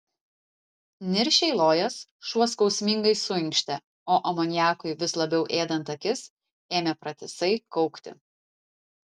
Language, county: Lithuanian, Vilnius